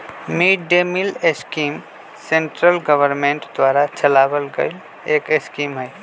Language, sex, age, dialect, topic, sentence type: Magahi, male, 25-30, Western, agriculture, statement